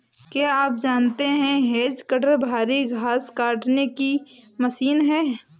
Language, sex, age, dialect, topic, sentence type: Hindi, female, 18-24, Awadhi Bundeli, agriculture, statement